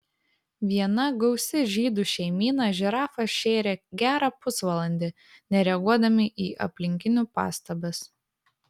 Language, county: Lithuanian, Vilnius